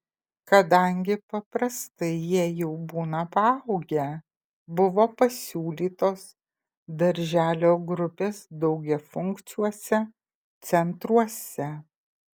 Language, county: Lithuanian, Kaunas